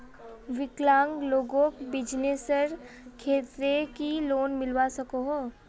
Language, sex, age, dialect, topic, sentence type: Magahi, female, 36-40, Northeastern/Surjapuri, banking, question